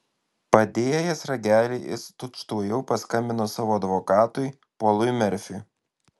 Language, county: Lithuanian, Alytus